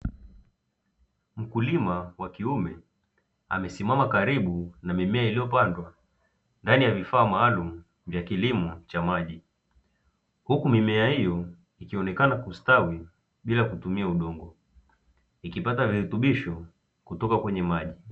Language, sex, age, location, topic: Swahili, male, 18-24, Dar es Salaam, agriculture